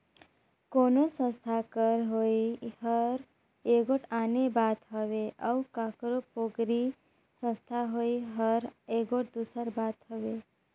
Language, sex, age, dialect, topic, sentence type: Chhattisgarhi, female, 25-30, Northern/Bhandar, banking, statement